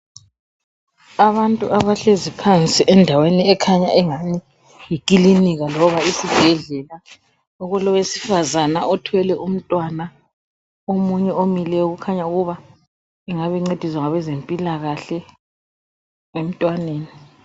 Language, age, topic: North Ndebele, 36-49, health